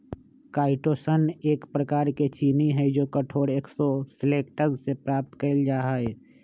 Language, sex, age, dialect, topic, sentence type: Magahi, male, 25-30, Western, agriculture, statement